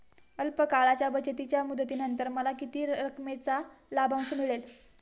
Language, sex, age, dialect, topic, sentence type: Marathi, female, 18-24, Standard Marathi, banking, question